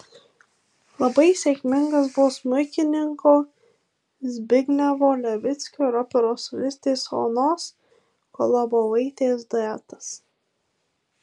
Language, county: Lithuanian, Marijampolė